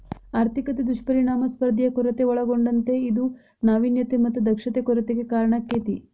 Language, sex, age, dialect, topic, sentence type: Kannada, female, 25-30, Dharwad Kannada, banking, statement